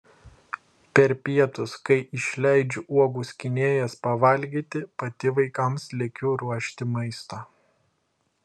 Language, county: Lithuanian, Klaipėda